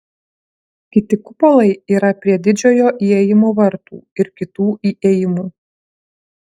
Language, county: Lithuanian, Klaipėda